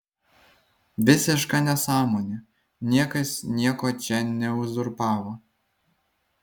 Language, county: Lithuanian, Vilnius